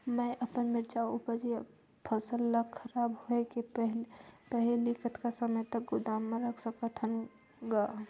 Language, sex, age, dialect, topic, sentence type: Chhattisgarhi, female, 18-24, Northern/Bhandar, agriculture, question